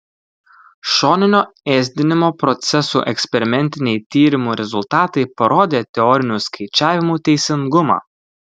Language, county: Lithuanian, Kaunas